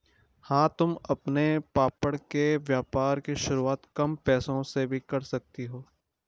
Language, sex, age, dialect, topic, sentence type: Hindi, male, 25-30, Garhwali, banking, statement